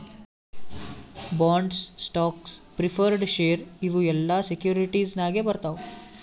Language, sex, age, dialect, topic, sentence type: Kannada, male, 18-24, Northeastern, banking, statement